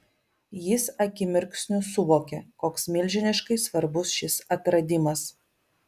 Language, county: Lithuanian, Vilnius